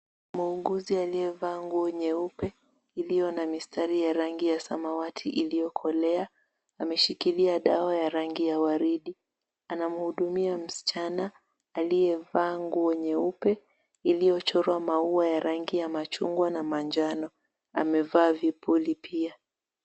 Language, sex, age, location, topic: Swahili, female, 18-24, Mombasa, health